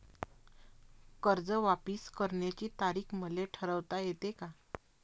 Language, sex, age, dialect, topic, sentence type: Marathi, female, 41-45, Varhadi, banking, question